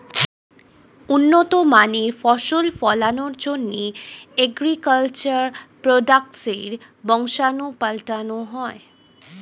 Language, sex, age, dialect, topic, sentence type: Bengali, female, 25-30, Standard Colloquial, agriculture, statement